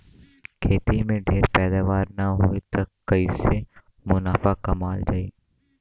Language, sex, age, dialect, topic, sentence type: Bhojpuri, male, 18-24, Western, agriculture, statement